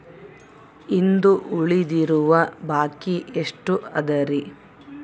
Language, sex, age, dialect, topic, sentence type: Kannada, female, 31-35, Central, banking, statement